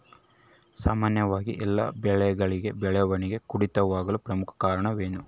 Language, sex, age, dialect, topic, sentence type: Kannada, male, 25-30, Central, agriculture, question